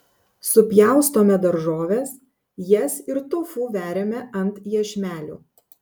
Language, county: Lithuanian, Panevėžys